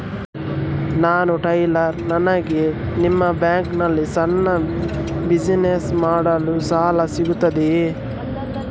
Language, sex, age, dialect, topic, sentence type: Kannada, male, 18-24, Coastal/Dakshin, banking, question